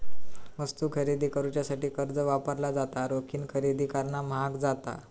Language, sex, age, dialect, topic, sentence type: Marathi, female, 25-30, Southern Konkan, banking, statement